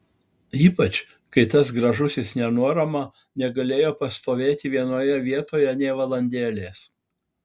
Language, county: Lithuanian, Alytus